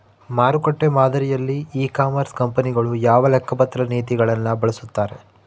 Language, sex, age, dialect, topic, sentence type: Kannada, male, 25-30, Central, agriculture, question